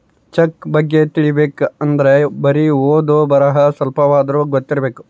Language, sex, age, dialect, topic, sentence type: Kannada, male, 31-35, Central, banking, statement